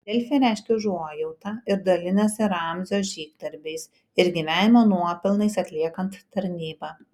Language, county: Lithuanian, Kaunas